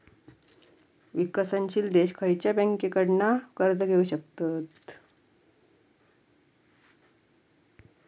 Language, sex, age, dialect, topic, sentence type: Marathi, female, 25-30, Southern Konkan, banking, statement